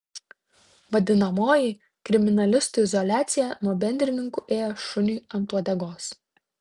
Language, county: Lithuanian, Tauragė